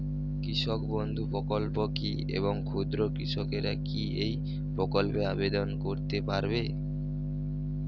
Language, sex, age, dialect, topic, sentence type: Bengali, male, 18-24, Rajbangshi, agriculture, question